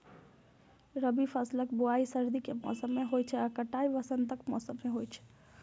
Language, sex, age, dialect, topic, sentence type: Maithili, female, 25-30, Eastern / Thethi, agriculture, statement